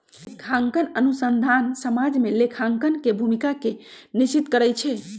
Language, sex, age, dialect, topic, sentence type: Magahi, female, 46-50, Western, banking, statement